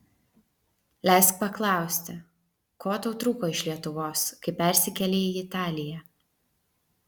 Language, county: Lithuanian, Vilnius